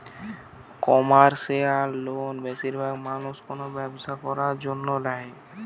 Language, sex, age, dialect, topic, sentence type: Bengali, male, 18-24, Western, banking, statement